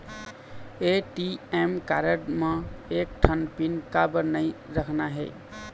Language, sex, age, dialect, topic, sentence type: Chhattisgarhi, male, 25-30, Eastern, banking, question